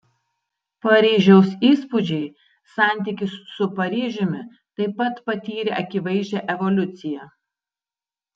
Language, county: Lithuanian, Tauragė